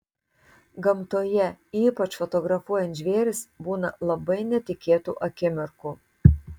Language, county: Lithuanian, Tauragė